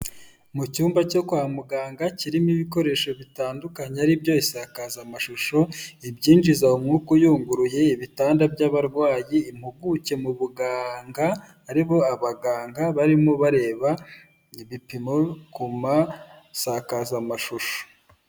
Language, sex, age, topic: Kinyarwanda, male, 18-24, health